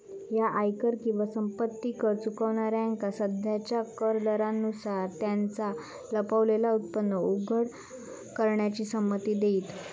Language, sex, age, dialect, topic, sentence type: Marathi, female, 25-30, Southern Konkan, banking, statement